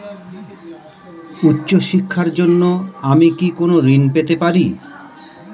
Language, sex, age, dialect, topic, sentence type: Bengali, male, 51-55, Standard Colloquial, banking, question